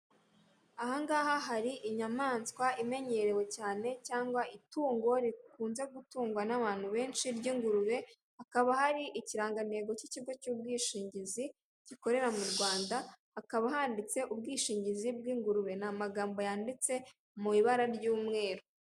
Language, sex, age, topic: Kinyarwanda, female, 18-24, finance